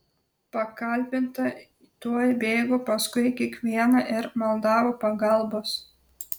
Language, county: Lithuanian, Telšiai